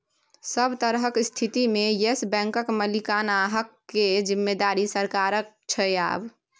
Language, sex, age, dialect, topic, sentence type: Maithili, female, 18-24, Bajjika, banking, statement